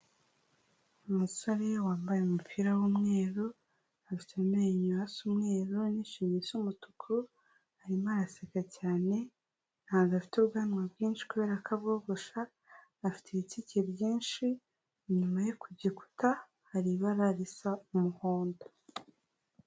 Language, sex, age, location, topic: Kinyarwanda, female, 36-49, Huye, health